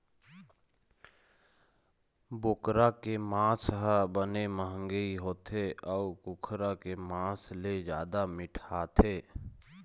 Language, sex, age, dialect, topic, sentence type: Chhattisgarhi, male, 31-35, Eastern, agriculture, statement